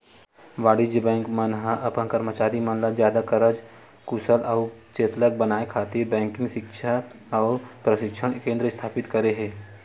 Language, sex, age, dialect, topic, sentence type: Chhattisgarhi, male, 25-30, Western/Budati/Khatahi, banking, statement